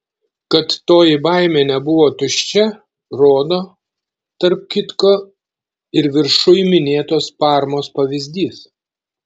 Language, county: Lithuanian, Šiauliai